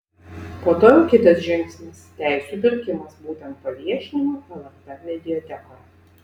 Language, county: Lithuanian, Vilnius